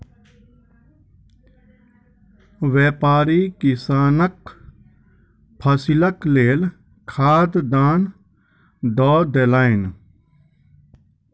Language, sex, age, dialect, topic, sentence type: Maithili, male, 25-30, Southern/Standard, banking, statement